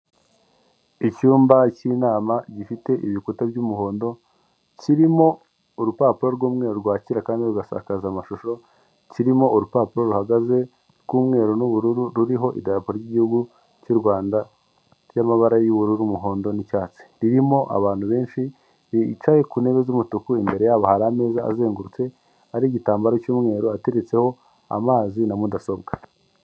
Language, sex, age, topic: Kinyarwanda, male, 18-24, government